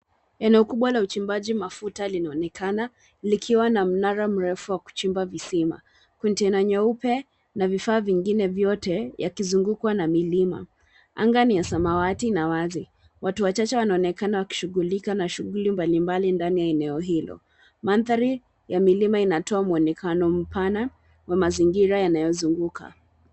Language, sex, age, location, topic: Swahili, female, 25-35, Nairobi, government